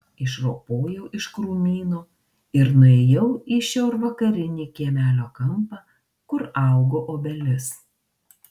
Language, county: Lithuanian, Marijampolė